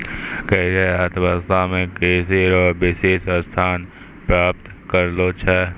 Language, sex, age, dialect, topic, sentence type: Maithili, male, 60-100, Angika, agriculture, statement